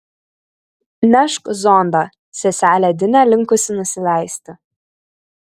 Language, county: Lithuanian, Kaunas